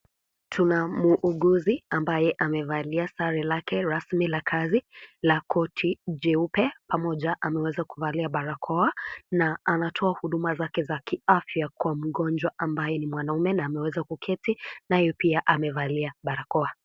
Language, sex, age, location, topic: Swahili, female, 25-35, Kisii, health